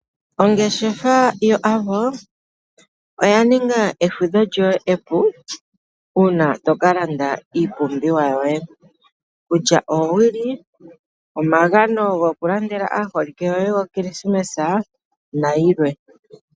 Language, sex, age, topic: Oshiwambo, male, 36-49, finance